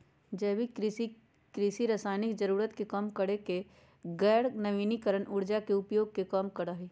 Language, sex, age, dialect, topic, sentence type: Magahi, male, 31-35, Western, agriculture, statement